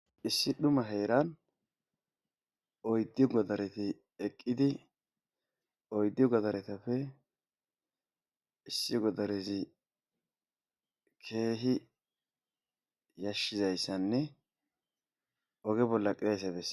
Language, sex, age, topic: Gamo, male, 25-35, agriculture